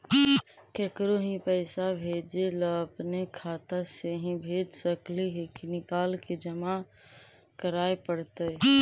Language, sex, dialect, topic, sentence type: Magahi, female, Central/Standard, banking, question